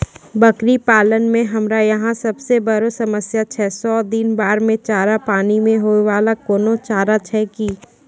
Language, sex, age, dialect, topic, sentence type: Maithili, female, 18-24, Angika, agriculture, question